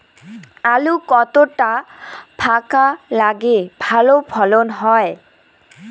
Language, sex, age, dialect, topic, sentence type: Bengali, female, 18-24, Rajbangshi, agriculture, question